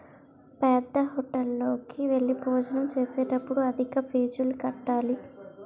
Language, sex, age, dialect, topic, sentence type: Telugu, female, 18-24, Utterandhra, banking, statement